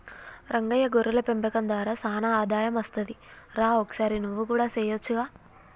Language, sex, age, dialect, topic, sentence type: Telugu, female, 25-30, Telangana, agriculture, statement